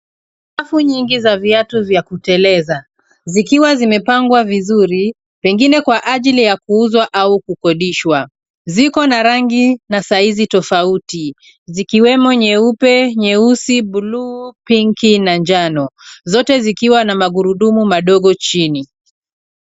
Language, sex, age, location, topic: Swahili, female, 36-49, Nairobi, finance